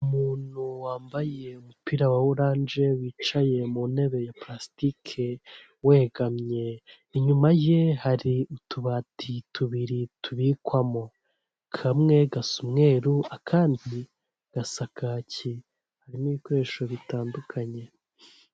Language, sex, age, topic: Kinyarwanda, male, 18-24, government